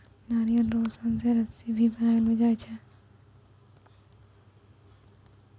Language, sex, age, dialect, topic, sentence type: Maithili, female, 60-100, Angika, agriculture, statement